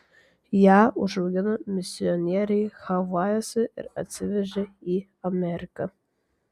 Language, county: Lithuanian, Vilnius